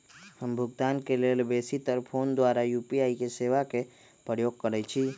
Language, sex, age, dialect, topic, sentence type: Magahi, male, 31-35, Western, banking, statement